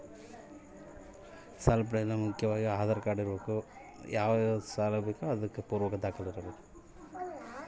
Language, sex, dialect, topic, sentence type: Kannada, male, Central, banking, question